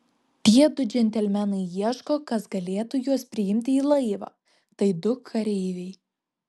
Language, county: Lithuanian, Vilnius